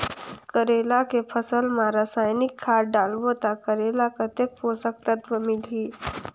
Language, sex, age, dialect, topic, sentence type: Chhattisgarhi, female, 46-50, Northern/Bhandar, agriculture, question